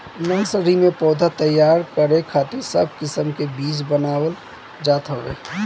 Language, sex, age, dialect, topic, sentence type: Bhojpuri, male, 25-30, Northern, agriculture, statement